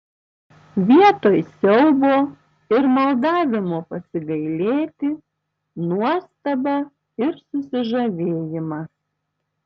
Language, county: Lithuanian, Tauragė